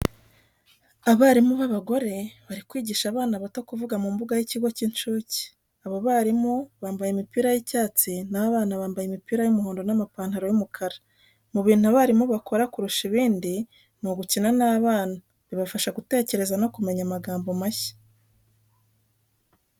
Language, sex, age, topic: Kinyarwanda, female, 36-49, education